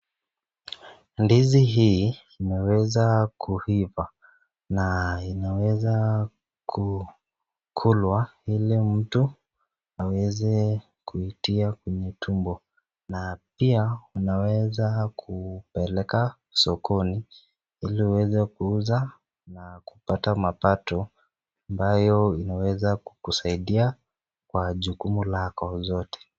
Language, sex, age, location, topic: Swahili, male, 18-24, Nakuru, agriculture